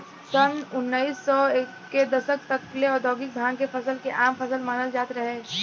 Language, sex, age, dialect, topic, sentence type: Bhojpuri, female, 18-24, Southern / Standard, agriculture, statement